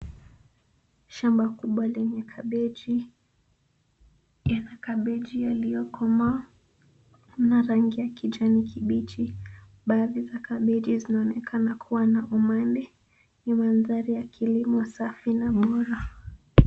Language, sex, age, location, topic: Swahili, female, 18-24, Nairobi, agriculture